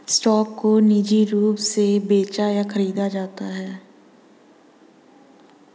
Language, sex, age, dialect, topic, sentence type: Hindi, female, 18-24, Hindustani Malvi Khadi Boli, banking, statement